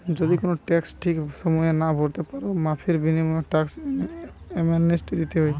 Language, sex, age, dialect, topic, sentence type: Bengali, male, 18-24, Western, banking, statement